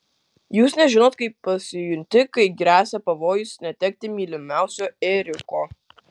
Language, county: Lithuanian, Kaunas